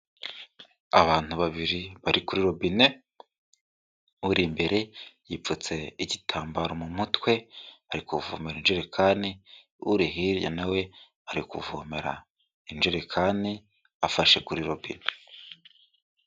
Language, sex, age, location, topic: Kinyarwanda, male, 18-24, Kigali, health